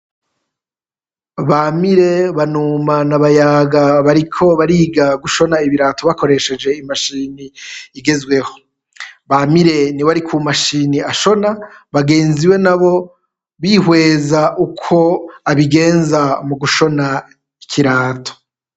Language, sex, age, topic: Rundi, male, 36-49, education